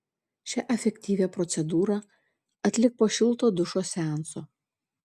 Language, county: Lithuanian, Šiauliai